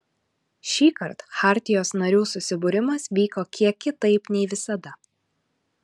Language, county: Lithuanian, Alytus